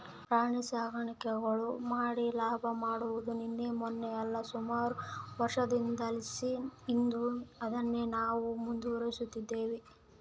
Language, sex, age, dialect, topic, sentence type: Kannada, female, 25-30, Central, agriculture, statement